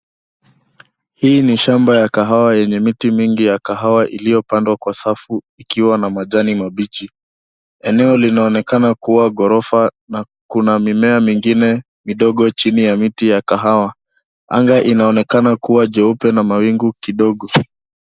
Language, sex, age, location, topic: Swahili, male, 25-35, Nairobi, government